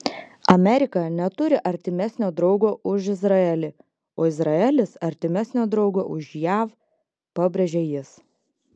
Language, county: Lithuanian, Klaipėda